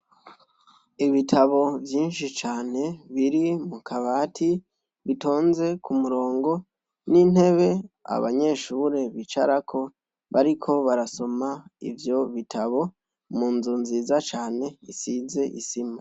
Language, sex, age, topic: Rundi, male, 18-24, education